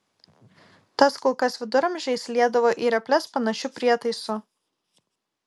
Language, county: Lithuanian, Kaunas